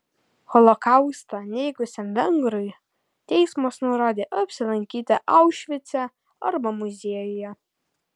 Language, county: Lithuanian, Kaunas